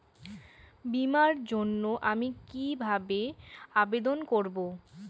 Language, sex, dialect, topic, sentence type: Bengali, female, Rajbangshi, banking, question